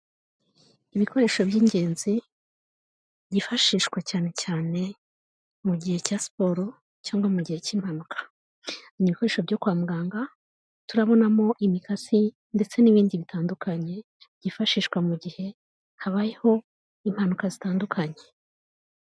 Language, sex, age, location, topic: Kinyarwanda, female, 36-49, Kigali, health